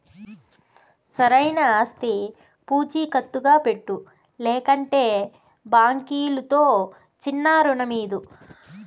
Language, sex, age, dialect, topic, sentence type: Telugu, female, 25-30, Southern, banking, statement